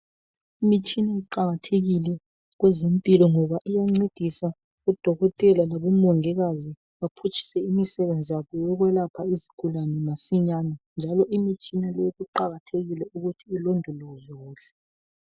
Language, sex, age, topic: North Ndebele, male, 36-49, health